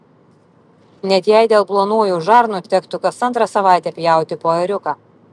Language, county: Lithuanian, Vilnius